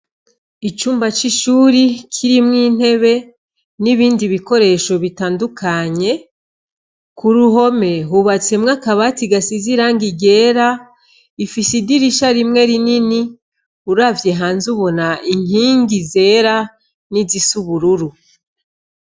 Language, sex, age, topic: Rundi, female, 36-49, education